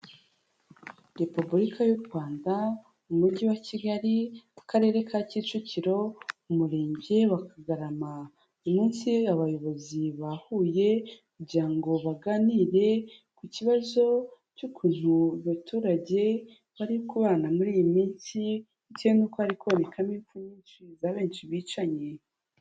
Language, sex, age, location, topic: Kinyarwanda, female, 18-24, Huye, government